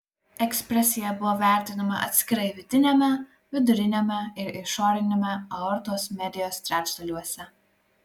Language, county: Lithuanian, Klaipėda